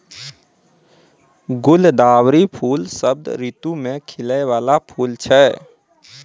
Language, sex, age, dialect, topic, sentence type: Maithili, male, 25-30, Angika, agriculture, statement